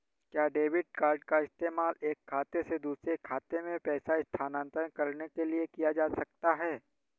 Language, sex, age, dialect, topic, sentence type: Hindi, male, 18-24, Awadhi Bundeli, banking, question